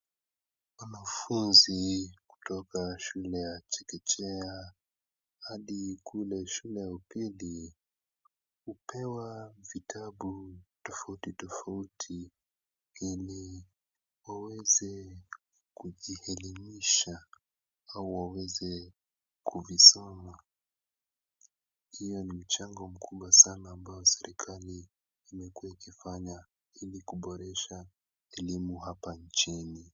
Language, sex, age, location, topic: Swahili, male, 18-24, Kisumu, education